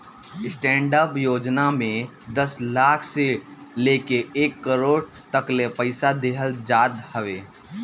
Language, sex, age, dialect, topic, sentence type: Bhojpuri, male, 18-24, Northern, banking, statement